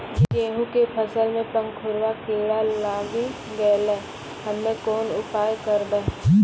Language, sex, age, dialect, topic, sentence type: Maithili, female, 18-24, Angika, agriculture, question